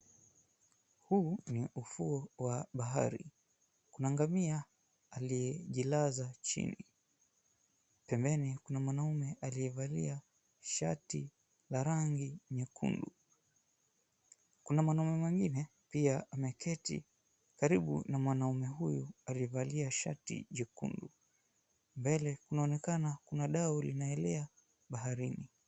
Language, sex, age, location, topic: Swahili, male, 25-35, Mombasa, government